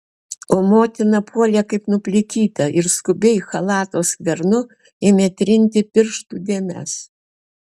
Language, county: Lithuanian, Alytus